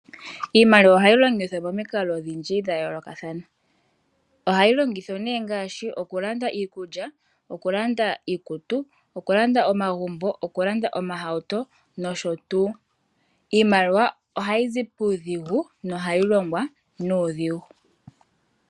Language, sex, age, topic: Oshiwambo, female, 18-24, finance